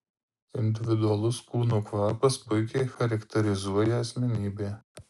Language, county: Lithuanian, Marijampolė